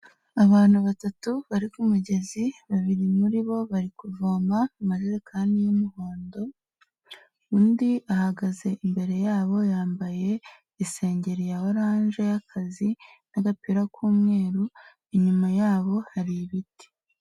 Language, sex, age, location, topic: Kinyarwanda, female, 18-24, Huye, health